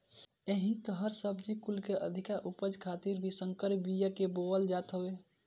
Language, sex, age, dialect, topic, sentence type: Bhojpuri, male, <18, Northern, agriculture, statement